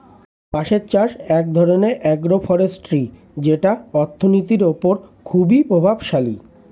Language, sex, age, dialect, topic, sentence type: Bengali, male, 25-30, Standard Colloquial, agriculture, statement